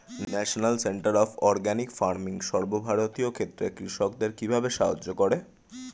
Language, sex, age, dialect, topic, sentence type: Bengali, male, 18-24, Standard Colloquial, agriculture, question